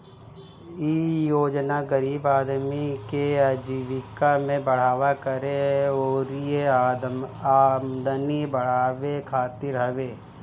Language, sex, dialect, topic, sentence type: Bhojpuri, male, Northern, banking, statement